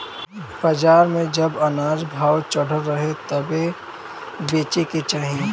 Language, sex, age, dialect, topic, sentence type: Bhojpuri, male, 25-30, Northern, agriculture, statement